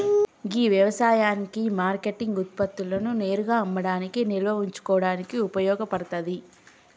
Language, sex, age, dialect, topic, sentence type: Telugu, female, 25-30, Telangana, agriculture, statement